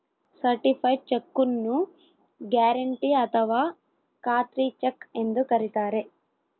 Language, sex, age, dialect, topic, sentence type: Kannada, female, 18-24, Central, banking, statement